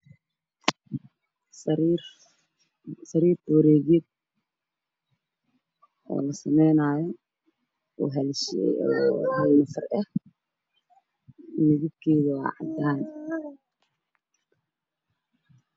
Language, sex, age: Somali, male, 18-24